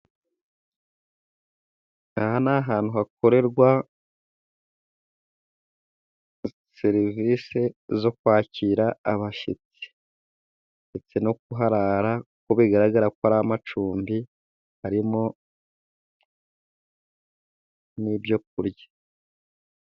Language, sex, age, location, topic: Kinyarwanda, male, 25-35, Musanze, finance